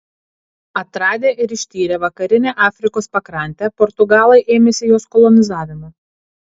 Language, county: Lithuanian, Kaunas